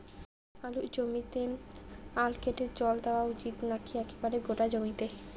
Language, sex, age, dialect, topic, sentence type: Bengali, female, 18-24, Rajbangshi, agriculture, question